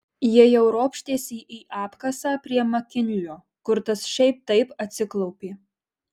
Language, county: Lithuanian, Marijampolė